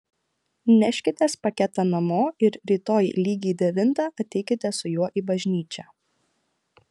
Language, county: Lithuanian, Klaipėda